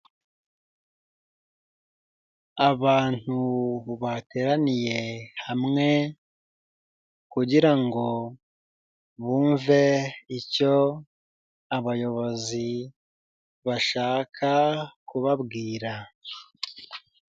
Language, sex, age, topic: Kinyarwanda, male, 18-24, government